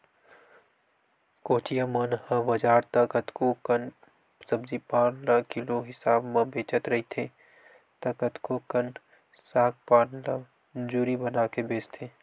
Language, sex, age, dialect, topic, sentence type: Chhattisgarhi, male, 18-24, Western/Budati/Khatahi, agriculture, statement